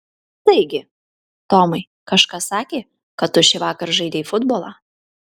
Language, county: Lithuanian, Kaunas